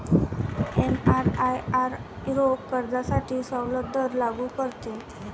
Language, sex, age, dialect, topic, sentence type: Marathi, female, 18-24, Varhadi, banking, statement